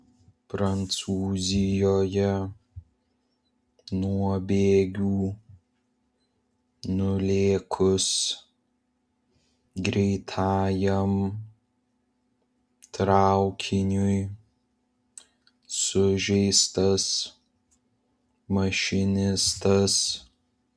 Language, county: Lithuanian, Vilnius